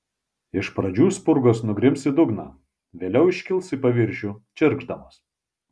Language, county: Lithuanian, Vilnius